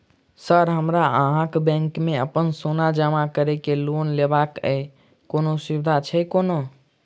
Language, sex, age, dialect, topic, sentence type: Maithili, male, 46-50, Southern/Standard, banking, question